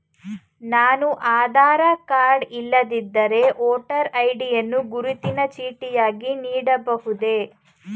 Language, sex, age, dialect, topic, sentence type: Kannada, female, 18-24, Mysore Kannada, banking, question